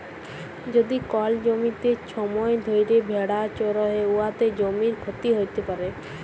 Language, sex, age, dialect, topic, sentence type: Bengali, female, 25-30, Jharkhandi, agriculture, statement